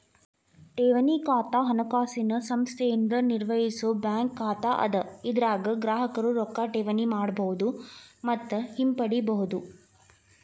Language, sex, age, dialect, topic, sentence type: Kannada, female, 18-24, Dharwad Kannada, banking, statement